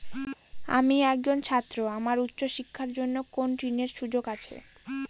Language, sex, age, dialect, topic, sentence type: Bengali, female, 18-24, Northern/Varendri, banking, question